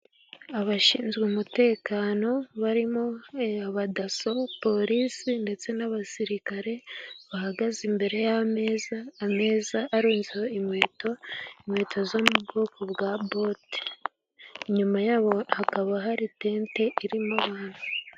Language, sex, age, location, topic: Kinyarwanda, female, 18-24, Gakenke, government